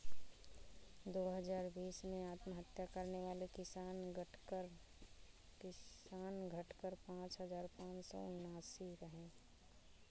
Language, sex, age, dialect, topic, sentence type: Hindi, female, 25-30, Awadhi Bundeli, agriculture, statement